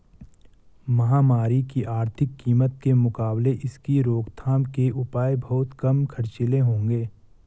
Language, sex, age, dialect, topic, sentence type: Hindi, male, 18-24, Garhwali, banking, statement